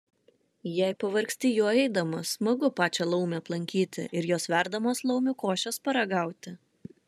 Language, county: Lithuanian, Šiauliai